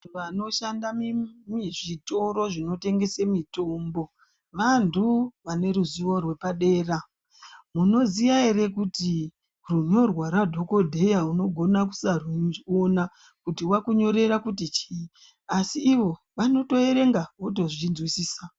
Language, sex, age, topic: Ndau, female, 25-35, health